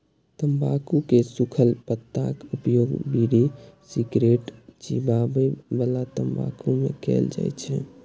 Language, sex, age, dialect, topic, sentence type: Maithili, male, 18-24, Eastern / Thethi, agriculture, statement